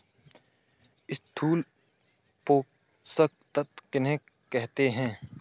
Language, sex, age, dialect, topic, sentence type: Hindi, male, 18-24, Kanauji Braj Bhasha, agriculture, question